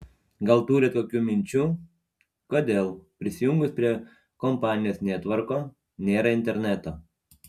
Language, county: Lithuanian, Panevėžys